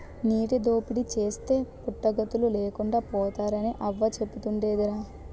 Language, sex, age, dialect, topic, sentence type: Telugu, female, 60-100, Utterandhra, agriculture, statement